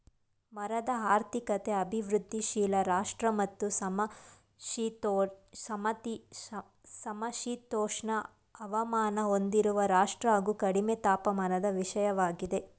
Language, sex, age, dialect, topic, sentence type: Kannada, female, 25-30, Mysore Kannada, agriculture, statement